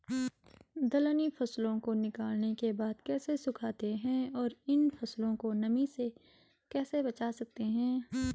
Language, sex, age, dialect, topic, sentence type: Hindi, male, 31-35, Garhwali, agriculture, question